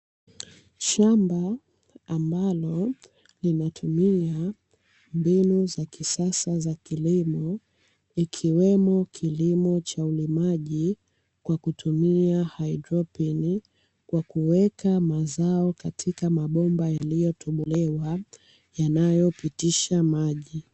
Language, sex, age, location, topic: Swahili, female, 18-24, Dar es Salaam, agriculture